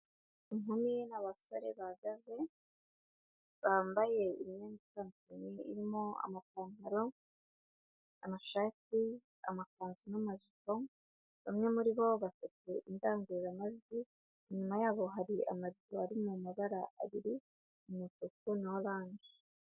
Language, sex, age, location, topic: Kinyarwanda, female, 25-35, Nyagatare, finance